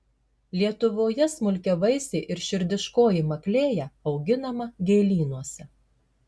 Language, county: Lithuanian, Marijampolė